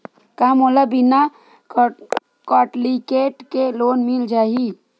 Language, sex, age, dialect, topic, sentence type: Chhattisgarhi, female, 51-55, Western/Budati/Khatahi, banking, question